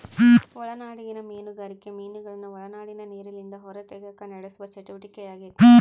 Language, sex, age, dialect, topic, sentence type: Kannada, female, 25-30, Central, agriculture, statement